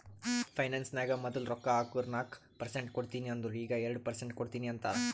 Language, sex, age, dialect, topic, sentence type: Kannada, male, 31-35, Northeastern, banking, statement